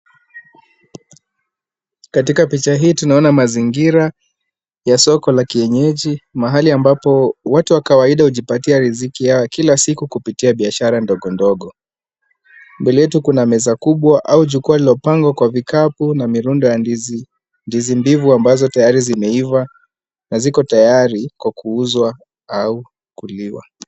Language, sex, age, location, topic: Swahili, male, 25-35, Kisumu, agriculture